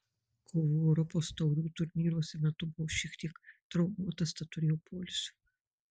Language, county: Lithuanian, Marijampolė